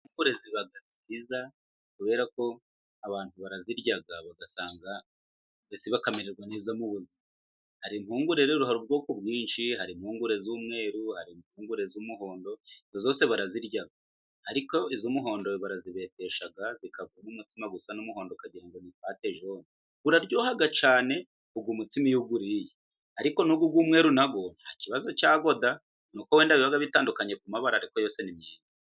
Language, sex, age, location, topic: Kinyarwanda, male, 36-49, Musanze, agriculture